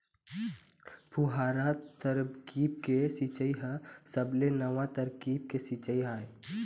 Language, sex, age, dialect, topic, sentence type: Chhattisgarhi, male, 18-24, Eastern, agriculture, statement